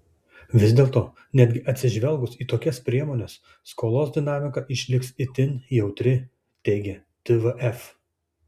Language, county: Lithuanian, Tauragė